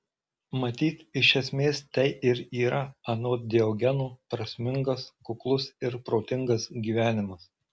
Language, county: Lithuanian, Marijampolė